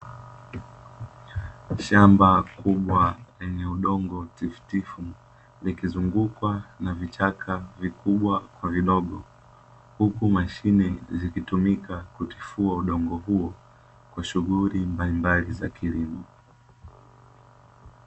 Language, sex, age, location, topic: Swahili, male, 18-24, Dar es Salaam, agriculture